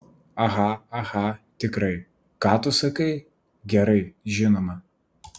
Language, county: Lithuanian, Vilnius